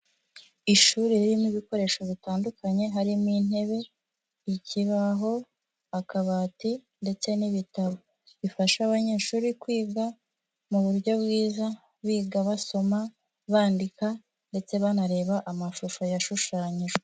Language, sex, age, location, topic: Kinyarwanda, female, 18-24, Huye, education